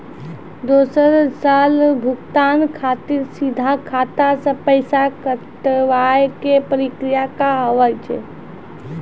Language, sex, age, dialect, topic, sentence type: Maithili, female, 25-30, Angika, banking, question